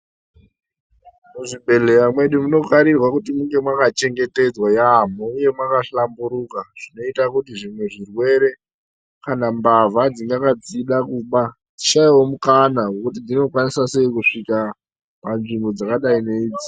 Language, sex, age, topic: Ndau, male, 18-24, health